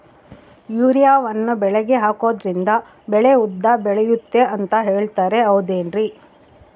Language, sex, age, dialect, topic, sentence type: Kannada, female, 56-60, Central, agriculture, question